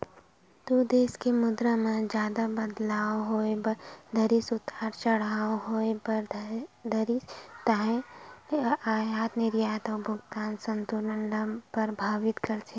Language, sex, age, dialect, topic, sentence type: Chhattisgarhi, female, 51-55, Western/Budati/Khatahi, banking, statement